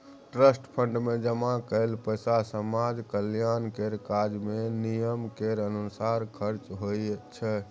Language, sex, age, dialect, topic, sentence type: Maithili, male, 36-40, Bajjika, banking, statement